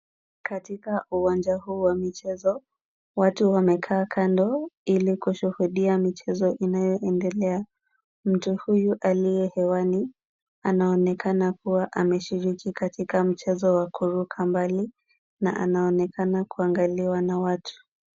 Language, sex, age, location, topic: Swahili, female, 25-35, Kisumu, government